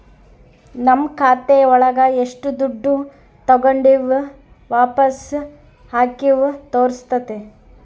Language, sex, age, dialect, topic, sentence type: Kannada, female, 18-24, Central, banking, statement